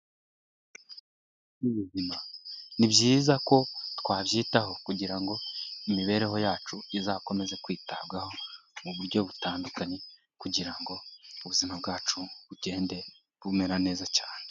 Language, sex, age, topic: Kinyarwanda, male, 18-24, health